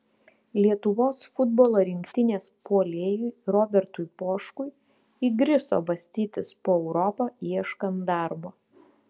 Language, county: Lithuanian, Klaipėda